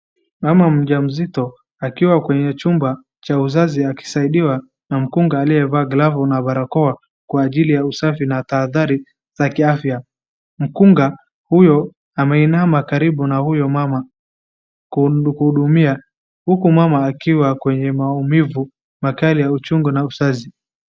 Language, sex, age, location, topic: Swahili, male, 36-49, Wajir, health